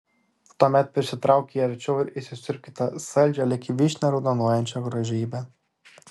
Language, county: Lithuanian, Šiauliai